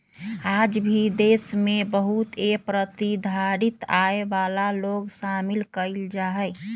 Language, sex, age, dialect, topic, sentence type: Magahi, female, 31-35, Western, banking, statement